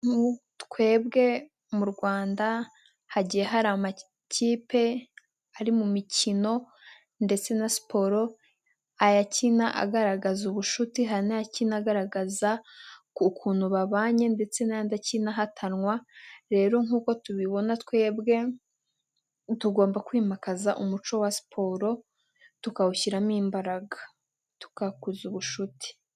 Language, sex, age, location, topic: Kinyarwanda, female, 18-24, Nyagatare, government